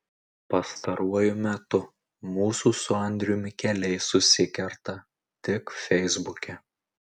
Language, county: Lithuanian, Tauragė